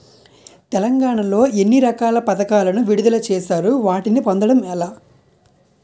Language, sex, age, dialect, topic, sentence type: Telugu, male, 18-24, Utterandhra, agriculture, question